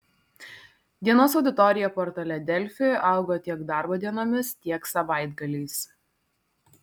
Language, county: Lithuanian, Vilnius